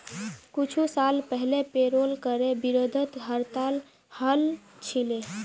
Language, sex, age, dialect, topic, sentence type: Magahi, female, 25-30, Northeastern/Surjapuri, banking, statement